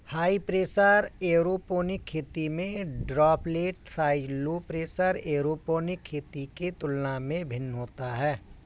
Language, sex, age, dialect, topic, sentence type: Hindi, male, 41-45, Awadhi Bundeli, agriculture, statement